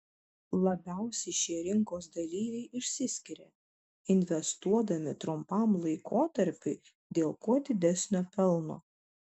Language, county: Lithuanian, Šiauliai